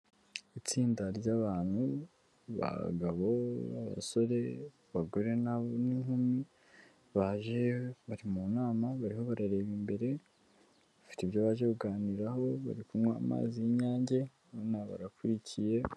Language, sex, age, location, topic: Kinyarwanda, female, 18-24, Kigali, government